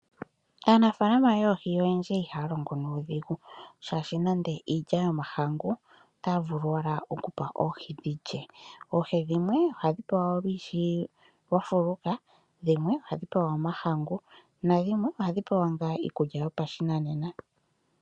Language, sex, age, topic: Oshiwambo, female, 25-35, agriculture